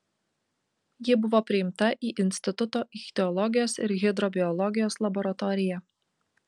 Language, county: Lithuanian, Kaunas